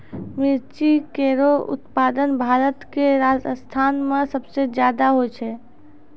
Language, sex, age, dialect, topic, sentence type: Maithili, female, 25-30, Angika, agriculture, statement